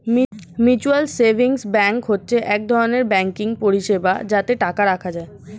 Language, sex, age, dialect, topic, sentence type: Bengali, female, 18-24, Standard Colloquial, banking, statement